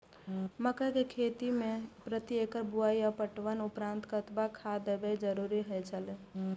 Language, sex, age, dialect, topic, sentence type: Maithili, female, 18-24, Eastern / Thethi, agriculture, question